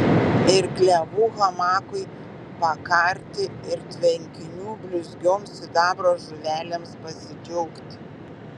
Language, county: Lithuanian, Vilnius